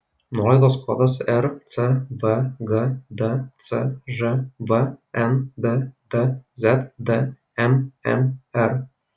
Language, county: Lithuanian, Kaunas